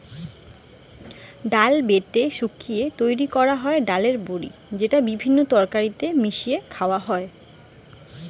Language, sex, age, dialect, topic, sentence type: Bengali, female, 25-30, Western, agriculture, statement